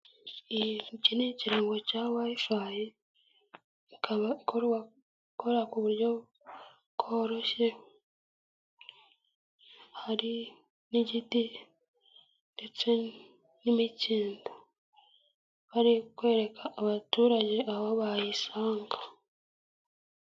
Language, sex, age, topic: Kinyarwanda, female, 25-35, government